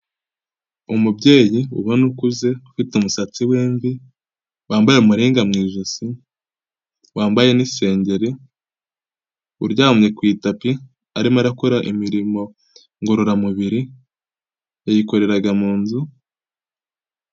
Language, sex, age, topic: Kinyarwanda, male, 18-24, health